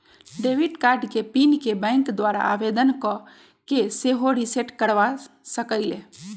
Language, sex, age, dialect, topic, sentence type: Magahi, male, 18-24, Western, banking, statement